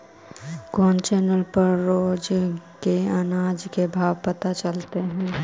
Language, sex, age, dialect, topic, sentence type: Magahi, female, 25-30, Central/Standard, agriculture, question